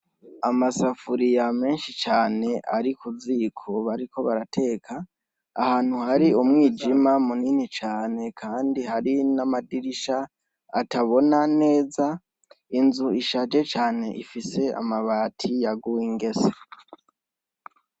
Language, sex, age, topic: Rundi, male, 18-24, education